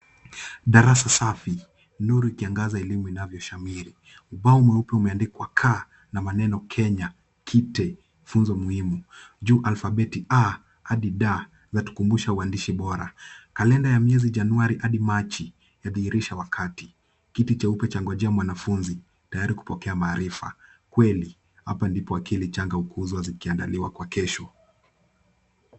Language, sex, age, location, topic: Swahili, male, 18-24, Kisumu, education